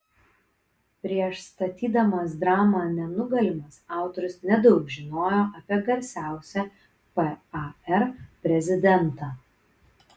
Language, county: Lithuanian, Kaunas